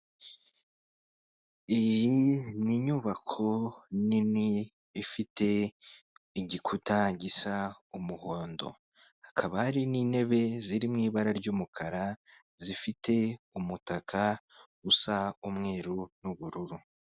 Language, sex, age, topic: Kinyarwanda, male, 25-35, finance